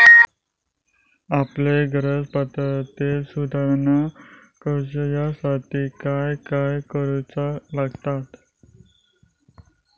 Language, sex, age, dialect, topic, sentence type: Marathi, male, 25-30, Southern Konkan, banking, question